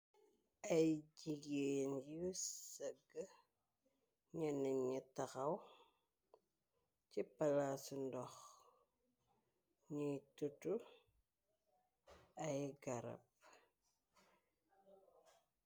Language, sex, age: Wolof, female, 25-35